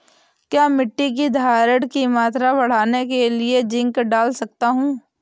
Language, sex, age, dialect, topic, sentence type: Hindi, female, 25-30, Awadhi Bundeli, agriculture, question